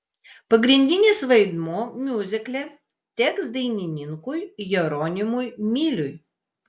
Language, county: Lithuanian, Vilnius